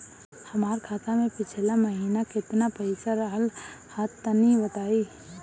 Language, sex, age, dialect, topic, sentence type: Bhojpuri, female, 18-24, Northern, banking, question